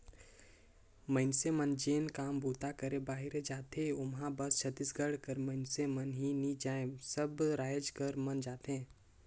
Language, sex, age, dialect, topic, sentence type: Chhattisgarhi, male, 18-24, Northern/Bhandar, agriculture, statement